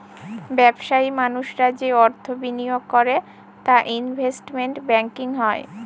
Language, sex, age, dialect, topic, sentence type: Bengali, female, 18-24, Northern/Varendri, banking, statement